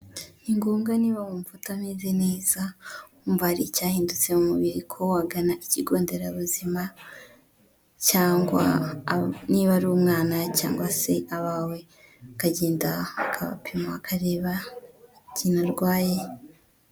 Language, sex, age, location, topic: Kinyarwanda, female, 25-35, Huye, health